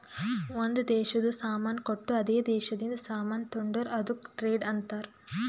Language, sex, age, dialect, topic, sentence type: Kannada, female, 18-24, Northeastern, banking, statement